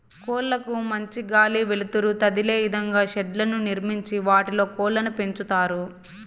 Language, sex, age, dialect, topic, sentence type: Telugu, female, 18-24, Southern, agriculture, statement